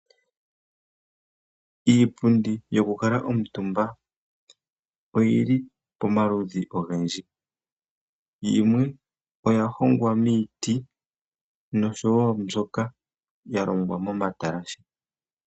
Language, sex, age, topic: Oshiwambo, male, 25-35, finance